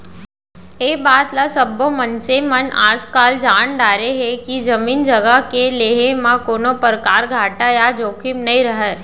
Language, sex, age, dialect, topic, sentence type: Chhattisgarhi, female, 25-30, Central, banking, statement